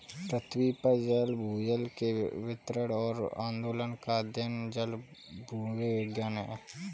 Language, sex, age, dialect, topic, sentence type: Hindi, male, 18-24, Kanauji Braj Bhasha, agriculture, statement